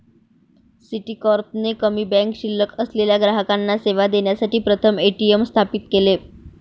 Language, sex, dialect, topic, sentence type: Marathi, female, Varhadi, banking, statement